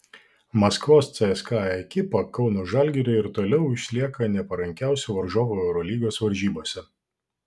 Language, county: Lithuanian, Vilnius